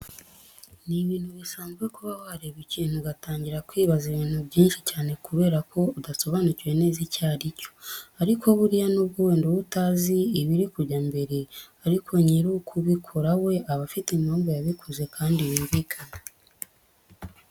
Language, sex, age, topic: Kinyarwanda, female, 18-24, education